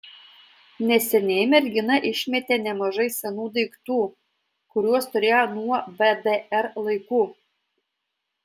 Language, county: Lithuanian, Alytus